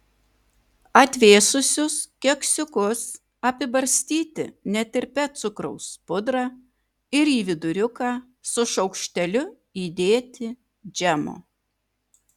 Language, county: Lithuanian, Alytus